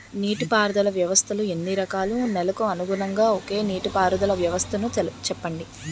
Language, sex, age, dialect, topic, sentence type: Telugu, male, 18-24, Utterandhra, agriculture, question